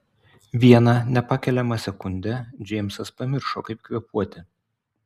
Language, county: Lithuanian, Utena